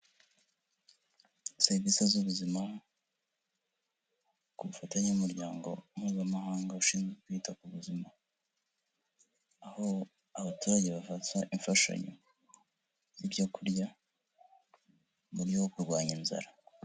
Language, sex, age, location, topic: Kinyarwanda, male, 18-24, Kigali, health